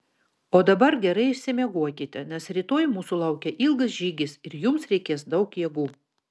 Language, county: Lithuanian, Vilnius